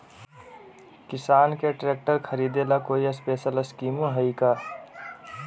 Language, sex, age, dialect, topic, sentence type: Magahi, male, 25-30, Southern, agriculture, statement